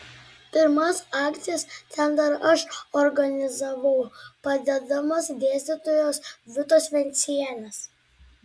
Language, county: Lithuanian, Klaipėda